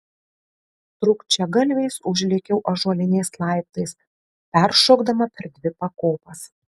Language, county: Lithuanian, Kaunas